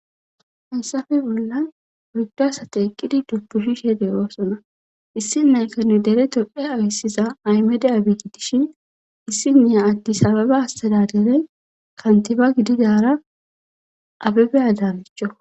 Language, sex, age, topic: Gamo, female, 18-24, government